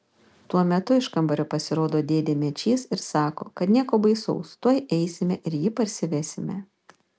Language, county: Lithuanian, Panevėžys